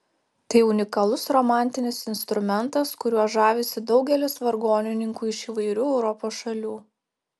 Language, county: Lithuanian, Telšiai